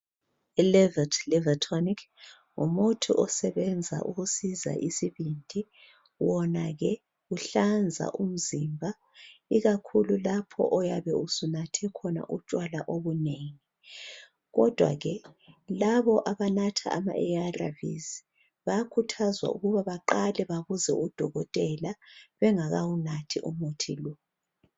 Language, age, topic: North Ndebele, 36-49, health